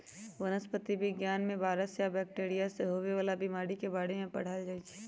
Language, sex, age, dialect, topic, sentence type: Magahi, male, 18-24, Western, agriculture, statement